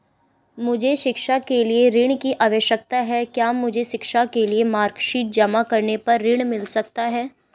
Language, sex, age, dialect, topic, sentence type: Hindi, female, 18-24, Garhwali, banking, question